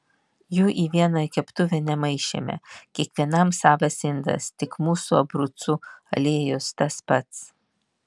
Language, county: Lithuanian, Vilnius